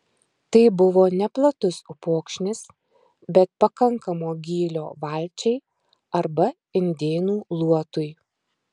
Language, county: Lithuanian, Marijampolė